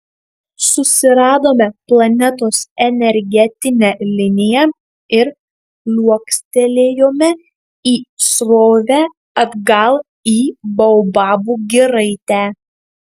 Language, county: Lithuanian, Marijampolė